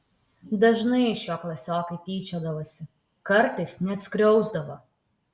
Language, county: Lithuanian, Utena